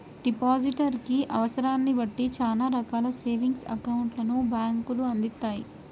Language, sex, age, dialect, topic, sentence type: Telugu, female, 18-24, Central/Coastal, banking, statement